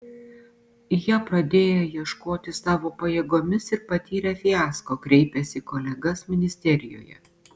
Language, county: Lithuanian, Panevėžys